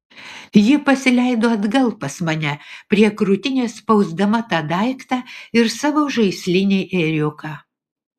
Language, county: Lithuanian, Vilnius